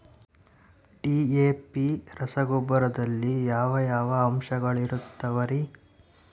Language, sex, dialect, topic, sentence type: Kannada, male, Central, agriculture, question